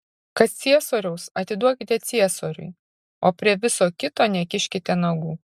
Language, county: Lithuanian, Šiauliai